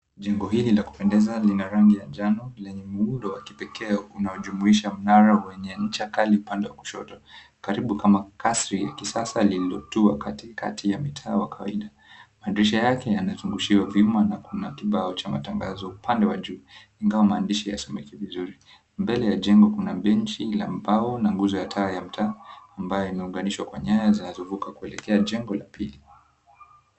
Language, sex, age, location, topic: Swahili, male, 25-35, Mombasa, government